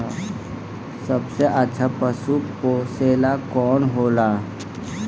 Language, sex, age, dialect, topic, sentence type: Bhojpuri, female, 18-24, Northern, agriculture, question